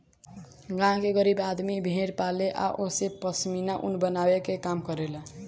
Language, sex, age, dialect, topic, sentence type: Bhojpuri, female, 18-24, Southern / Standard, agriculture, statement